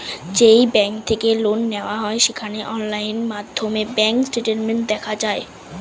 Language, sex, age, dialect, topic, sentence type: Bengali, female, 25-30, Standard Colloquial, banking, statement